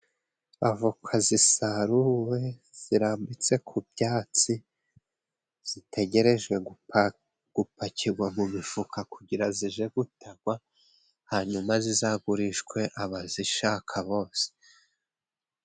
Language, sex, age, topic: Kinyarwanda, male, 25-35, agriculture